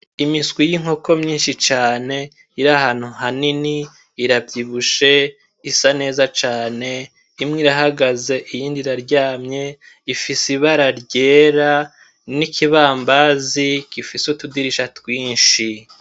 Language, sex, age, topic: Rundi, male, 25-35, agriculture